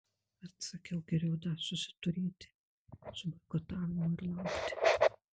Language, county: Lithuanian, Kaunas